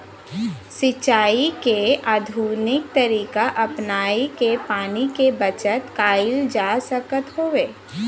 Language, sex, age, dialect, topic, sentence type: Bhojpuri, female, 18-24, Western, agriculture, statement